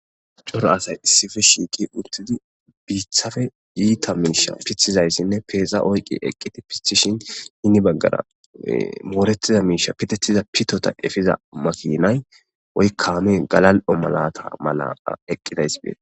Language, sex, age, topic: Gamo, male, 25-35, government